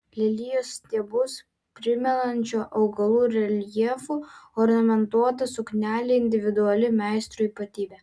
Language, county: Lithuanian, Vilnius